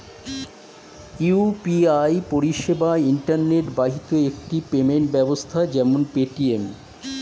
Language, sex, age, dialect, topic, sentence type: Bengali, male, 51-55, Standard Colloquial, banking, statement